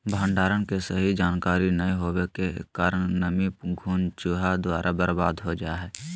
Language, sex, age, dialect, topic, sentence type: Magahi, male, 18-24, Southern, agriculture, statement